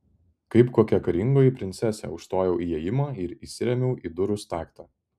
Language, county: Lithuanian, Vilnius